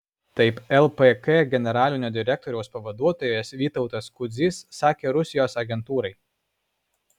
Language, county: Lithuanian, Alytus